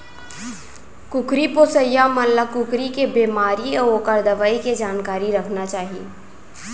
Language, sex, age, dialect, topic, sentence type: Chhattisgarhi, female, 18-24, Central, agriculture, statement